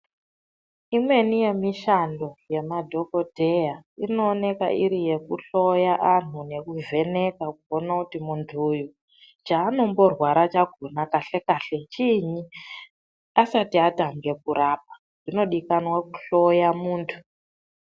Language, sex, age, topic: Ndau, female, 36-49, health